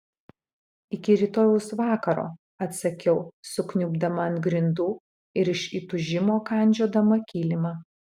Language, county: Lithuanian, Utena